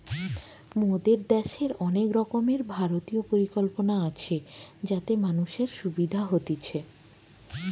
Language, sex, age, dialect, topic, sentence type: Bengali, female, 25-30, Western, banking, statement